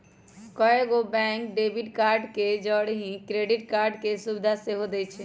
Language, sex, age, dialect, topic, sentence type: Magahi, male, 25-30, Western, banking, statement